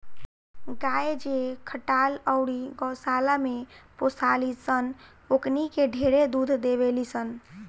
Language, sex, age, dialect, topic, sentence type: Bhojpuri, female, 18-24, Southern / Standard, agriculture, statement